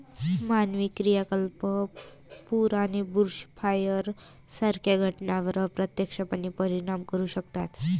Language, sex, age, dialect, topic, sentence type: Marathi, female, 25-30, Varhadi, agriculture, statement